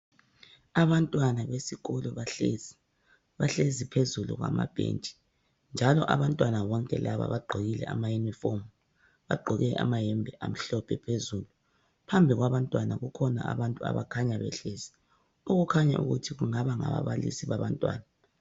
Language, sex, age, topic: North Ndebele, female, 25-35, education